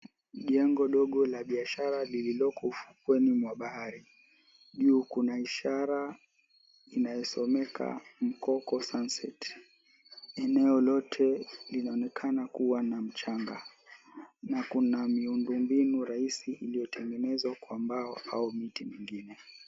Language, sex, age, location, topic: Swahili, male, 18-24, Mombasa, government